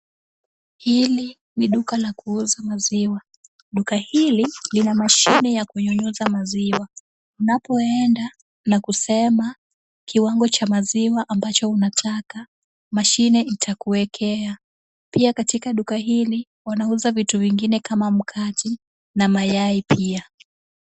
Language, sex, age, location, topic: Swahili, female, 25-35, Kisumu, finance